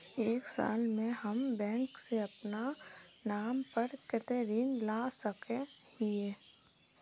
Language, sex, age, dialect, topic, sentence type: Magahi, female, 18-24, Northeastern/Surjapuri, banking, question